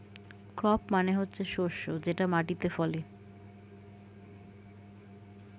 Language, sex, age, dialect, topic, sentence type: Bengali, female, 60-100, Standard Colloquial, agriculture, statement